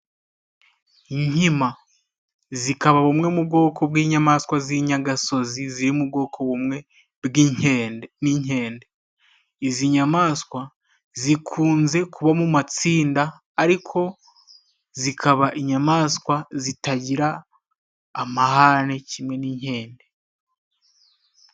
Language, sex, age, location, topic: Kinyarwanda, male, 18-24, Musanze, agriculture